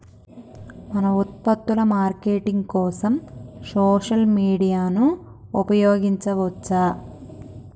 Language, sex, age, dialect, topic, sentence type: Telugu, female, 25-30, Telangana, agriculture, question